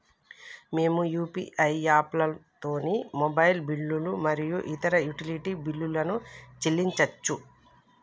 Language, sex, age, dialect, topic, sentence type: Telugu, female, 36-40, Telangana, banking, statement